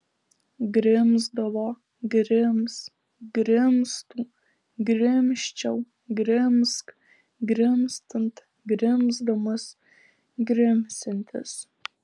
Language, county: Lithuanian, Alytus